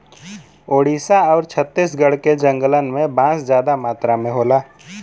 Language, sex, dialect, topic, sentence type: Bhojpuri, male, Western, agriculture, statement